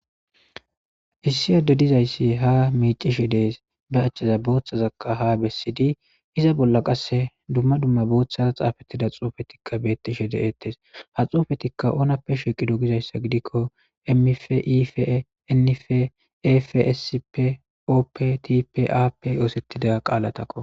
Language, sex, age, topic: Gamo, male, 25-35, government